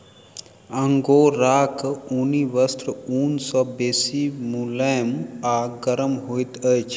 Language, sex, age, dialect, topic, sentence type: Maithili, male, 31-35, Southern/Standard, agriculture, statement